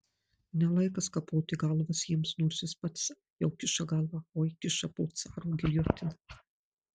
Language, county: Lithuanian, Marijampolė